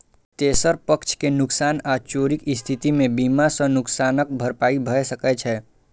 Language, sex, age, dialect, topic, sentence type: Maithili, male, 51-55, Eastern / Thethi, banking, statement